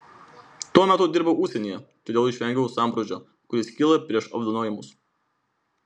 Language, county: Lithuanian, Vilnius